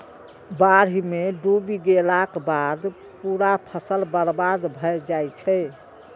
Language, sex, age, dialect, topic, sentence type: Maithili, female, 36-40, Eastern / Thethi, agriculture, statement